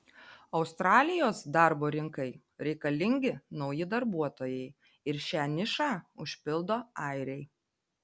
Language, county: Lithuanian, Telšiai